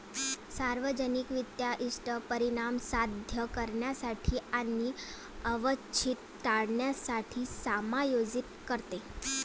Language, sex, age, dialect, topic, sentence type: Marathi, female, 18-24, Varhadi, banking, statement